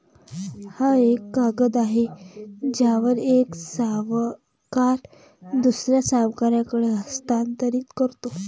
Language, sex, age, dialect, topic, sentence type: Marathi, female, 18-24, Varhadi, banking, statement